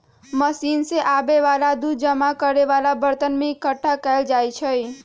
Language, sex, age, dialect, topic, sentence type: Magahi, female, 31-35, Western, agriculture, statement